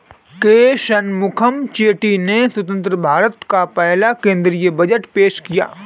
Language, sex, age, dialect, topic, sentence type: Hindi, male, 25-30, Marwari Dhudhari, banking, statement